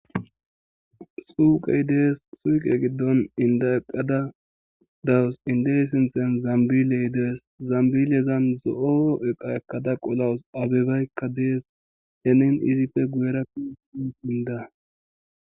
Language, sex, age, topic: Gamo, male, 18-24, agriculture